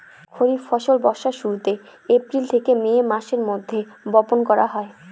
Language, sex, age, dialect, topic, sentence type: Bengali, female, 31-35, Northern/Varendri, agriculture, statement